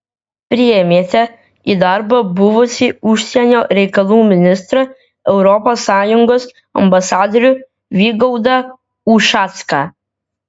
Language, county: Lithuanian, Vilnius